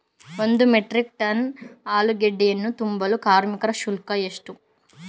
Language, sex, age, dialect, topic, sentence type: Kannada, male, 41-45, Mysore Kannada, agriculture, question